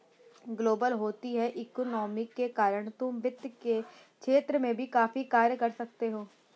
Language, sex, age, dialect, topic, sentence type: Hindi, female, 18-24, Awadhi Bundeli, banking, statement